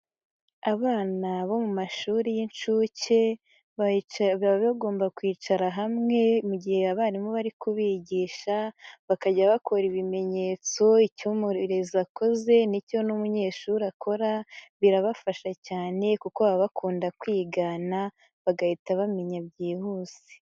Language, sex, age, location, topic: Kinyarwanda, female, 18-24, Nyagatare, education